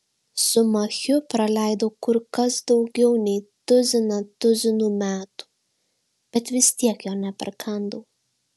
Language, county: Lithuanian, Šiauliai